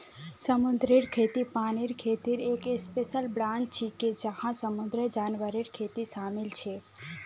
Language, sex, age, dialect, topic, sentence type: Magahi, female, 18-24, Northeastern/Surjapuri, agriculture, statement